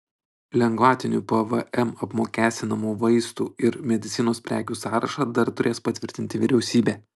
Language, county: Lithuanian, Panevėžys